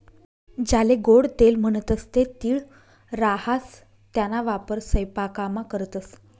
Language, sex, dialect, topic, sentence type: Marathi, female, Northern Konkan, agriculture, statement